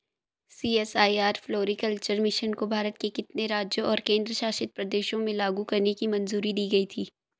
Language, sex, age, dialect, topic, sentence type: Hindi, female, 25-30, Hindustani Malvi Khadi Boli, banking, question